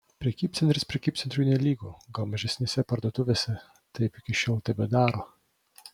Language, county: Lithuanian, Vilnius